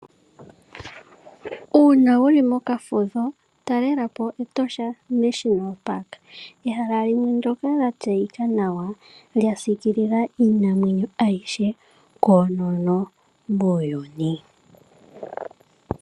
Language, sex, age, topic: Oshiwambo, female, 18-24, agriculture